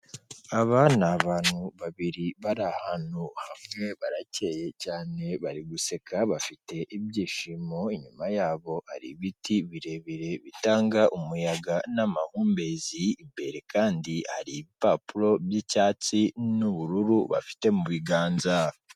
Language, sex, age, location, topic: Kinyarwanda, male, 25-35, Kigali, health